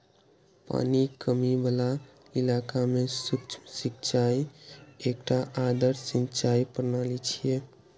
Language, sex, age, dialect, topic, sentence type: Maithili, male, 18-24, Eastern / Thethi, agriculture, statement